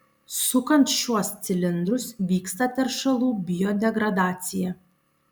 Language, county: Lithuanian, Panevėžys